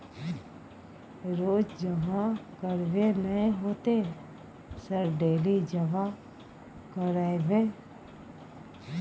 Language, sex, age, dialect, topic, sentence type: Maithili, female, 31-35, Bajjika, banking, question